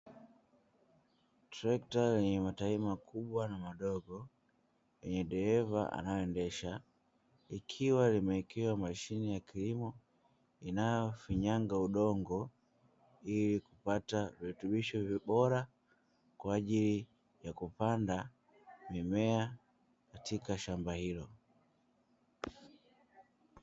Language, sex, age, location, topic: Swahili, male, 25-35, Dar es Salaam, agriculture